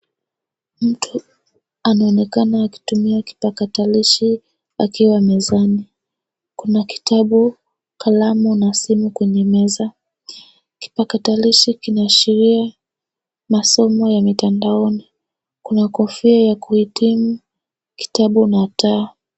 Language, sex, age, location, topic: Swahili, female, 18-24, Nairobi, education